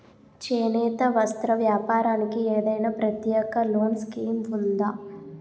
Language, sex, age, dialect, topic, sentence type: Telugu, female, 18-24, Utterandhra, banking, question